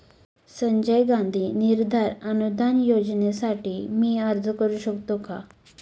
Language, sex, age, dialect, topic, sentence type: Marathi, female, 18-24, Standard Marathi, banking, question